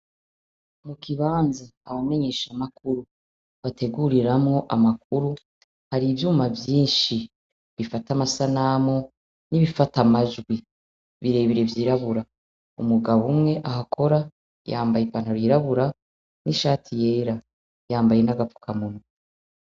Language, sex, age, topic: Rundi, female, 36-49, education